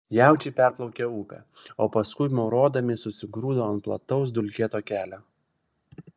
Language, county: Lithuanian, Vilnius